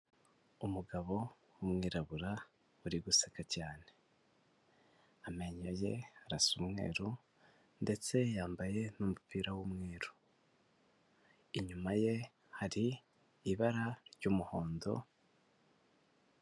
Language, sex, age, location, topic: Kinyarwanda, male, 18-24, Huye, health